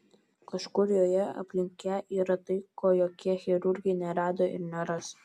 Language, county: Lithuanian, Vilnius